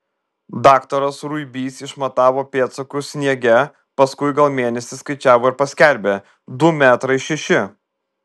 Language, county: Lithuanian, Vilnius